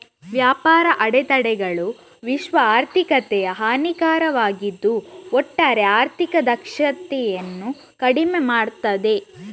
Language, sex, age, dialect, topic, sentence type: Kannada, female, 18-24, Coastal/Dakshin, banking, statement